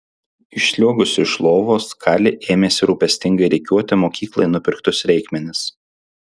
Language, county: Lithuanian, Alytus